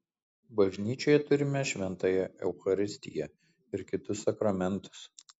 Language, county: Lithuanian, Kaunas